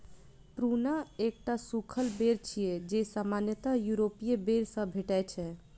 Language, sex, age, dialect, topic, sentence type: Maithili, female, 31-35, Eastern / Thethi, agriculture, statement